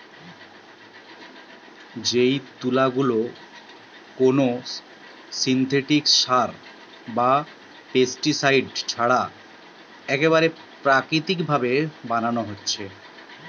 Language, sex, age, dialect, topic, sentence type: Bengali, male, 36-40, Western, agriculture, statement